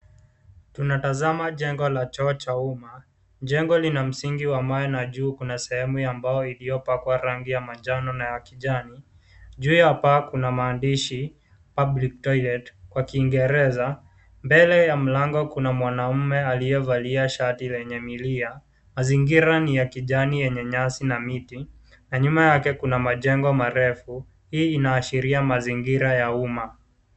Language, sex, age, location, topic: Swahili, male, 18-24, Kisii, health